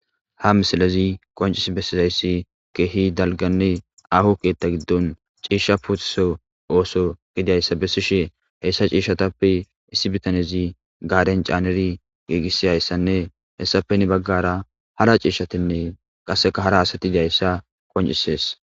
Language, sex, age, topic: Gamo, male, 18-24, agriculture